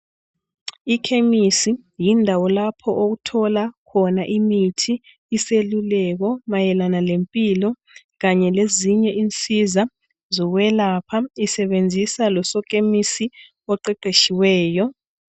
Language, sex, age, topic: North Ndebele, male, 36-49, health